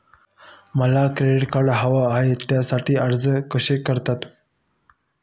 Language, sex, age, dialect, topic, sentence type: Marathi, male, 18-24, Standard Marathi, banking, question